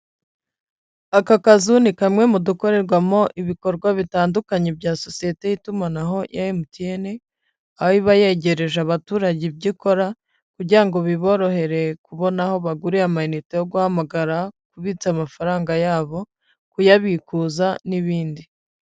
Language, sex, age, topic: Kinyarwanda, female, 25-35, finance